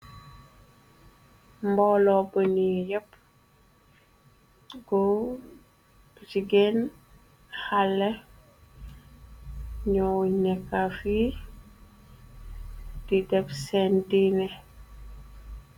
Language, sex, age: Wolof, female, 18-24